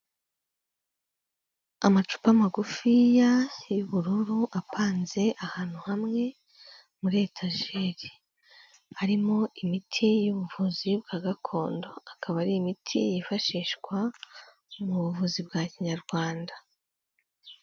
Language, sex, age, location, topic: Kinyarwanda, female, 18-24, Kigali, health